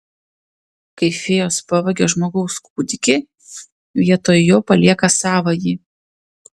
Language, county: Lithuanian, Panevėžys